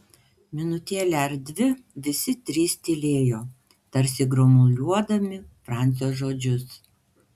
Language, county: Lithuanian, Panevėžys